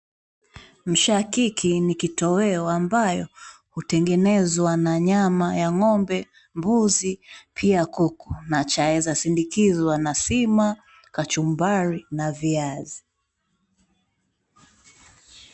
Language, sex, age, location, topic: Swahili, female, 36-49, Mombasa, agriculture